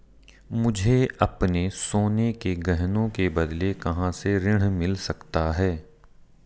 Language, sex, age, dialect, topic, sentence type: Hindi, male, 31-35, Marwari Dhudhari, banking, statement